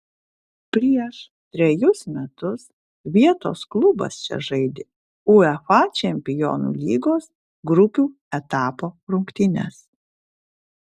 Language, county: Lithuanian, Kaunas